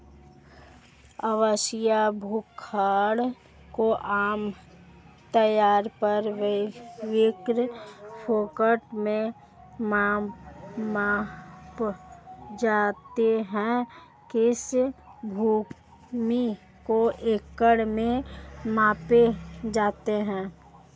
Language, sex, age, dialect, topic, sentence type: Hindi, female, 25-30, Marwari Dhudhari, agriculture, statement